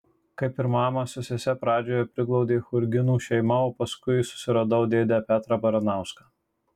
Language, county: Lithuanian, Marijampolė